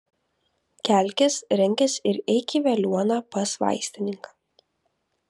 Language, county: Lithuanian, Kaunas